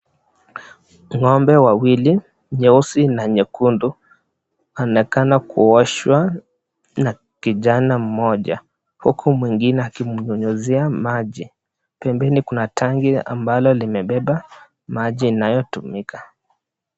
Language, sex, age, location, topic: Swahili, male, 25-35, Nakuru, agriculture